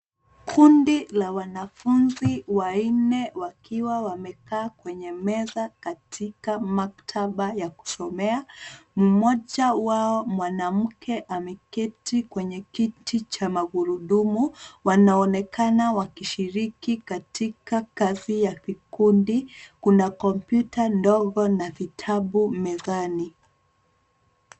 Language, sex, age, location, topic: Swahili, female, 25-35, Nairobi, education